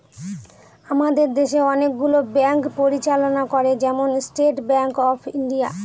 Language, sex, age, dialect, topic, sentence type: Bengali, female, 25-30, Northern/Varendri, banking, statement